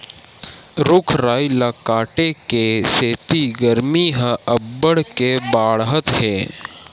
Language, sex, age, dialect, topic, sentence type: Chhattisgarhi, male, 18-24, Western/Budati/Khatahi, agriculture, statement